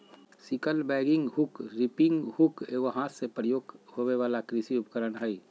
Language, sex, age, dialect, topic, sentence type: Magahi, male, 60-100, Southern, agriculture, statement